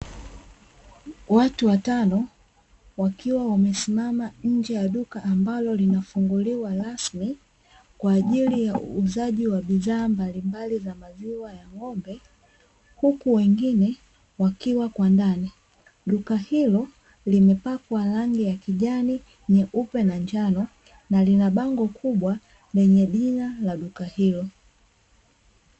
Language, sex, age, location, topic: Swahili, female, 25-35, Dar es Salaam, finance